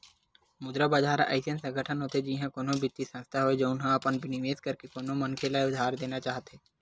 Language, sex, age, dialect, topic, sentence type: Chhattisgarhi, male, 18-24, Western/Budati/Khatahi, banking, statement